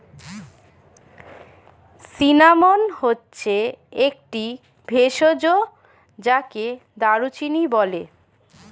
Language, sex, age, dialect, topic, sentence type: Bengali, female, 25-30, Standard Colloquial, agriculture, statement